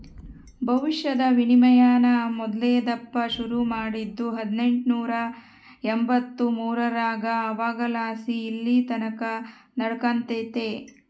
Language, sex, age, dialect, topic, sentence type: Kannada, female, 60-100, Central, banking, statement